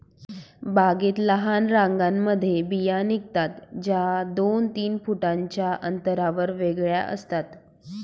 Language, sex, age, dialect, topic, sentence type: Marathi, female, 46-50, Northern Konkan, agriculture, statement